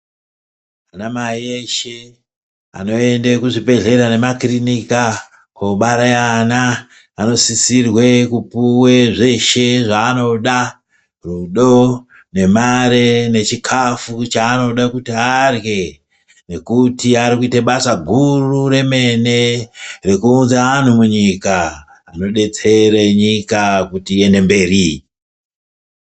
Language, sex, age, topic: Ndau, female, 25-35, health